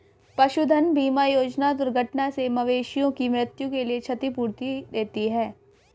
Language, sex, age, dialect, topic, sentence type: Hindi, female, 18-24, Hindustani Malvi Khadi Boli, agriculture, statement